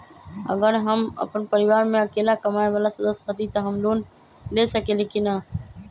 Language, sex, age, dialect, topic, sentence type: Magahi, female, 18-24, Western, banking, question